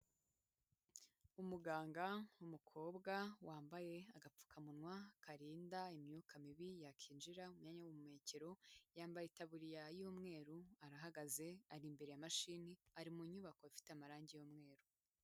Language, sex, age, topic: Kinyarwanda, female, 18-24, health